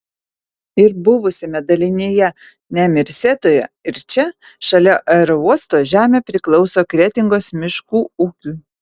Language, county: Lithuanian, Utena